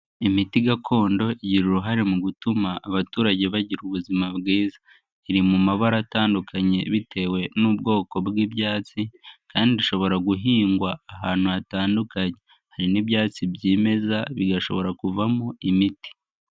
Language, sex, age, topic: Kinyarwanda, male, 18-24, health